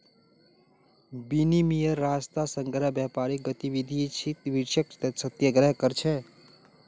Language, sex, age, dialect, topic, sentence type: Magahi, male, 31-35, Northeastern/Surjapuri, banking, statement